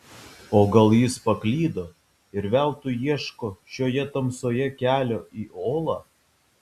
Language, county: Lithuanian, Vilnius